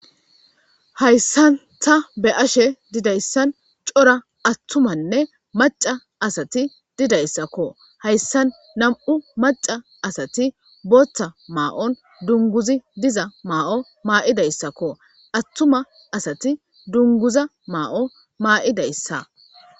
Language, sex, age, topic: Gamo, male, 25-35, government